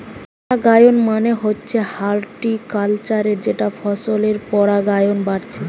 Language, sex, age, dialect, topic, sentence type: Bengali, female, 18-24, Western, agriculture, statement